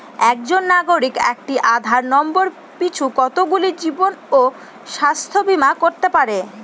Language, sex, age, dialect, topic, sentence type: Bengali, female, 18-24, Northern/Varendri, banking, question